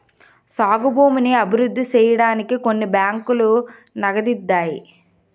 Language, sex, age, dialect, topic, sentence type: Telugu, female, 25-30, Utterandhra, banking, statement